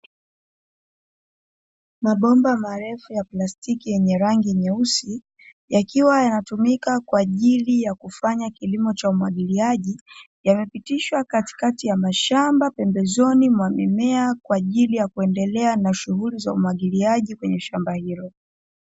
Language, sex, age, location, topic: Swahili, female, 25-35, Dar es Salaam, agriculture